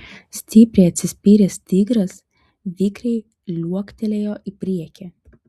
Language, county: Lithuanian, Utena